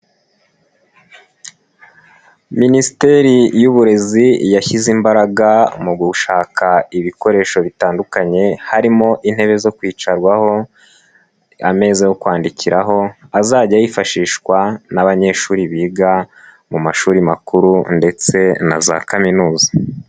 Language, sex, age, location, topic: Kinyarwanda, male, 18-24, Nyagatare, education